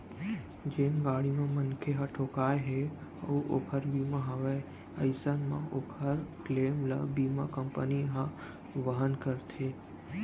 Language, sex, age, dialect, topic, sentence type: Chhattisgarhi, male, 18-24, Central, banking, statement